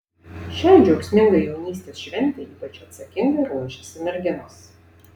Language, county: Lithuanian, Vilnius